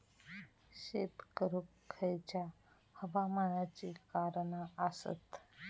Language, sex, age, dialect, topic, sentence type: Marathi, male, 31-35, Southern Konkan, agriculture, question